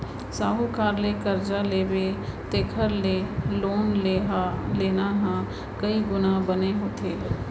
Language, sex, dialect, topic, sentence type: Chhattisgarhi, female, Central, banking, statement